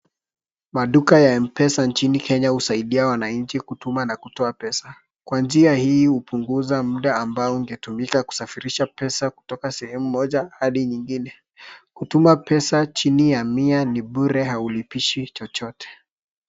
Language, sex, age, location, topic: Swahili, male, 18-24, Kisii, finance